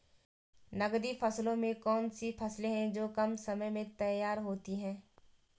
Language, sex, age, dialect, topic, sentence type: Hindi, female, 18-24, Garhwali, agriculture, question